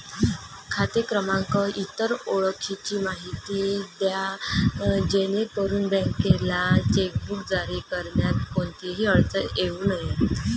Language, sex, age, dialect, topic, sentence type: Marathi, female, 25-30, Varhadi, banking, statement